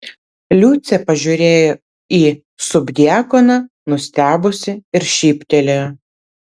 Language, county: Lithuanian, Vilnius